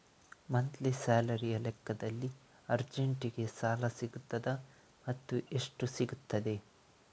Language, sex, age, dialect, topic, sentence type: Kannada, male, 18-24, Coastal/Dakshin, banking, question